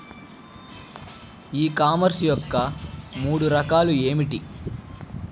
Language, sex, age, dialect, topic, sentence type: Telugu, male, 18-24, Central/Coastal, agriculture, question